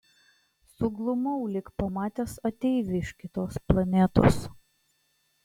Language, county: Lithuanian, Klaipėda